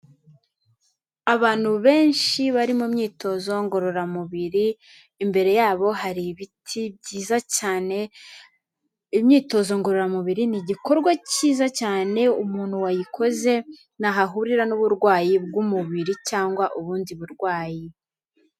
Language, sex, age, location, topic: Kinyarwanda, female, 18-24, Kigali, health